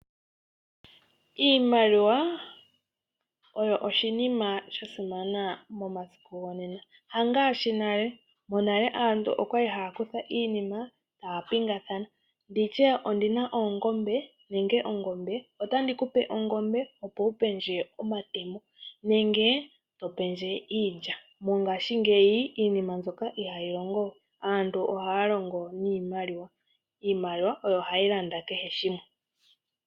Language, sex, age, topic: Oshiwambo, female, 18-24, finance